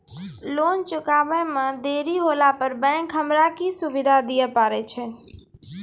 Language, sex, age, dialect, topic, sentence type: Maithili, female, 25-30, Angika, banking, question